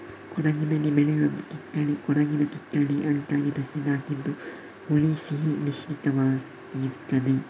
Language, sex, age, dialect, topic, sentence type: Kannada, male, 31-35, Coastal/Dakshin, agriculture, statement